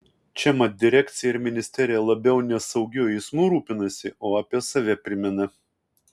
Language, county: Lithuanian, Kaunas